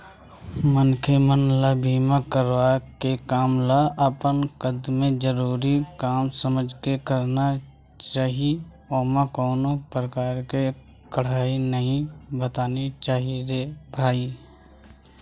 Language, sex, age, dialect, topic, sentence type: Chhattisgarhi, male, 25-30, Western/Budati/Khatahi, banking, statement